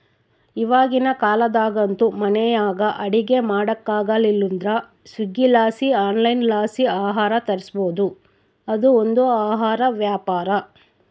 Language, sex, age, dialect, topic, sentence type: Kannada, female, 56-60, Central, agriculture, statement